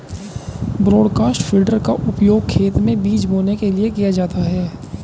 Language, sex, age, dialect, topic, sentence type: Hindi, male, 25-30, Hindustani Malvi Khadi Boli, agriculture, statement